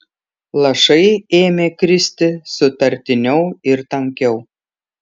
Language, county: Lithuanian, Šiauliai